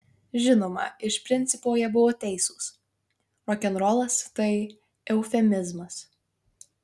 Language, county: Lithuanian, Marijampolė